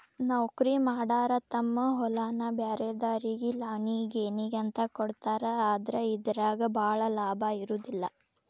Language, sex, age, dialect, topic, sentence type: Kannada, female, 18-24, Dharwad Kannada, agriculture, statement